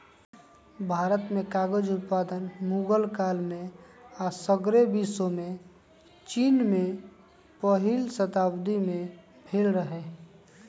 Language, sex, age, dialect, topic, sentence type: Magahi, male, 25-30, Western, agriculture, statement